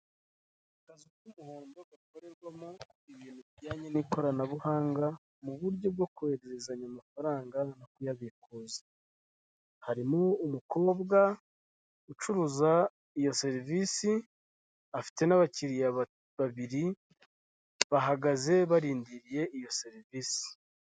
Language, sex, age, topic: Kinyarwanda, male, 25-35, finance